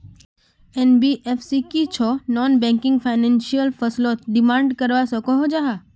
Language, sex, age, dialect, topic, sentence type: Magahi, female, 41-45, Northeastern/Surjapuri, banking, question